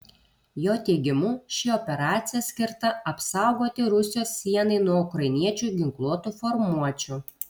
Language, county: Lithuanian, Kaunas